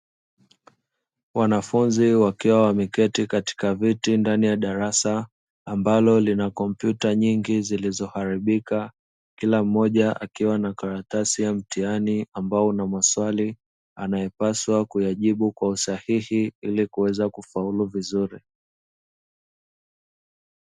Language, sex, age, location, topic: Swahili, male, 25-35, Dar es Salaam, education